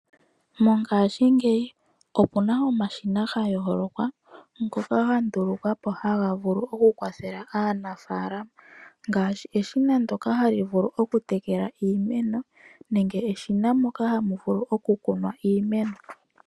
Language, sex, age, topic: Oshiwambo, male, 25-35, agriculture